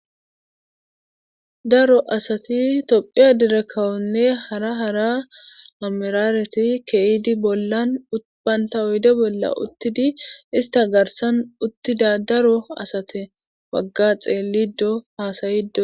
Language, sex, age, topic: Gamo, female, 25-35, government